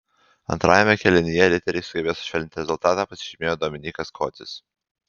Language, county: Lithuanian, Alytus